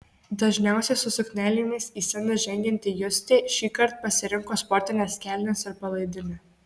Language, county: Lithuanian, Marijampolė